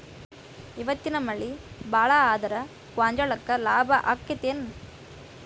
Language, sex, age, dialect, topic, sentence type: Kannada, female, 18-24, Dharwad Kannada, agriculture, question